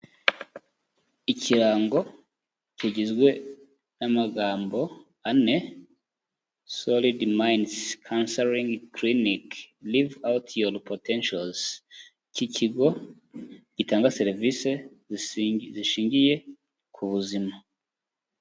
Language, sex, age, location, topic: Kinyarwanda, male, 25-35, Kigali, health